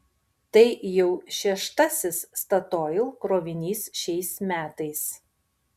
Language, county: Lithuanian, Panevėžys